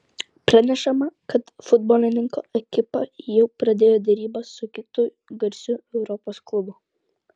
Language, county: Lithuanian, Vilnius